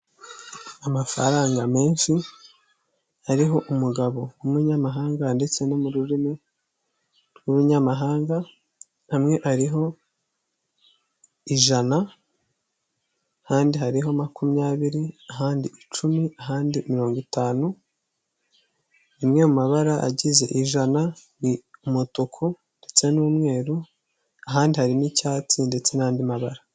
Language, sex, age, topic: Kinyarwanda, male, 18-24, finance